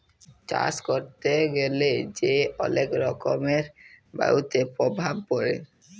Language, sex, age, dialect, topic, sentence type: Bengali, male, 18-24, Jharkhandi, agriculture, statement